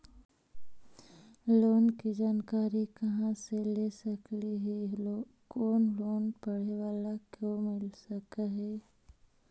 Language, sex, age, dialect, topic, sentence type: Magahi, male, 25-30, Central/Standard, banking, question